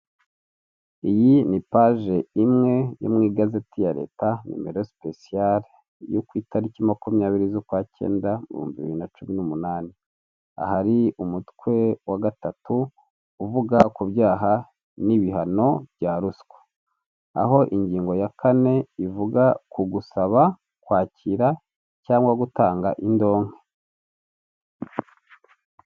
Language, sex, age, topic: Kinyarwanda, male, 18-24, government